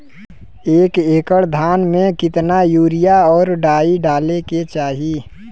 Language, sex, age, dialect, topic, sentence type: Bhojpuri, male, 25-30, Western, agriculture, question